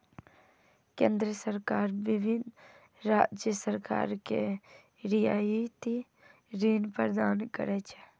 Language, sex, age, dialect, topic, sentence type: Maithili, female, 41-45, Eastern / Thethi, banking, statement